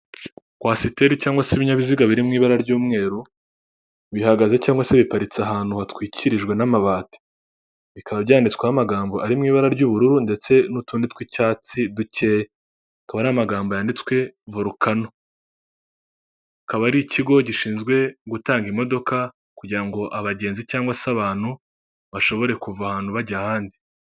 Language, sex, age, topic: Kinyarwanda, male, 18-24, finance